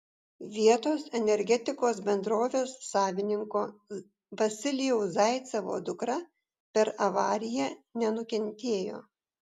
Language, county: Lithuanian, Vilnius